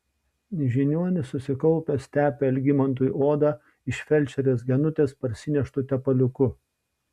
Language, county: Lithuanian, Šiauliai